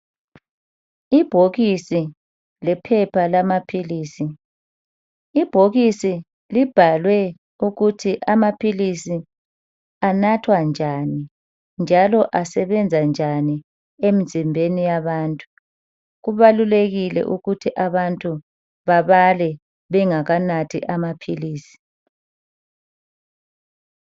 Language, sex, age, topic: North Ndebele, male, 50+, health